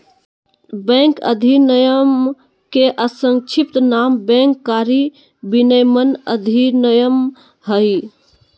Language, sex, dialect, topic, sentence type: Magahi, female, Southern, banking, statement